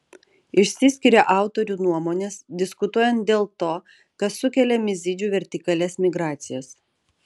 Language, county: Lithuanian, Vilnius